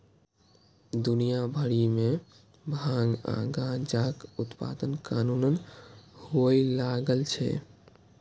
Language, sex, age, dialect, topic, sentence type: Maithili, male, 18-24, Eastern / Thethi, agriculture, statement